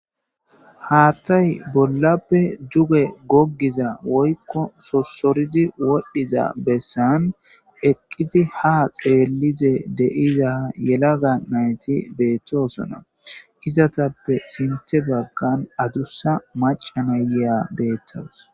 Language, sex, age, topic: Gamo, male, 18-24, government